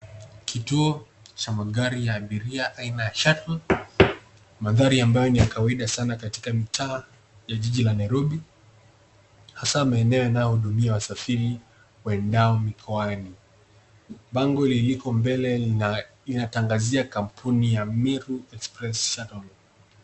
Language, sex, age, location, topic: Swahili, male, 18-24, Nairobi, government